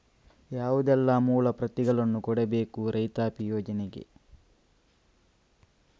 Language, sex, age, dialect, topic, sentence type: Kannada, male, 31-35, Coastal/Dakshin, banking, question